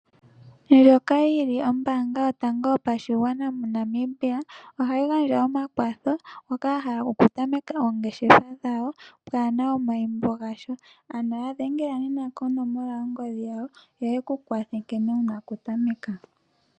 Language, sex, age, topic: Oshiwambo, female, 18-24, finance